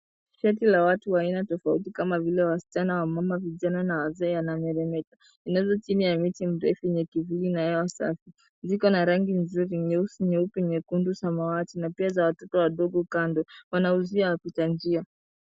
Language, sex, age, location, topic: Swahili, female, 18-24, Nairobi, finance